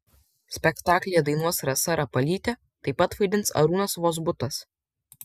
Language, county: Lithuanian, Vilnius